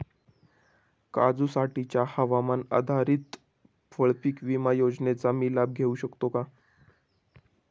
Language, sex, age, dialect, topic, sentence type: Marathi, male, 18-24, Standard Marathi, agriculture, question